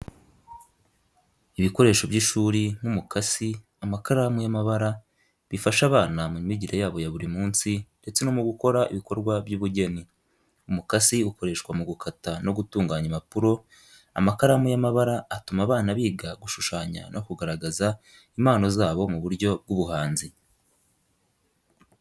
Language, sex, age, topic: Kinyarwanda, male, 18-24, education